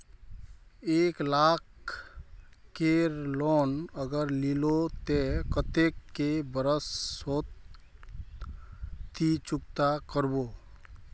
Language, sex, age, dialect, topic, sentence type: Magahi, male, 31-35, Northeastern/Surjapuri, banking, question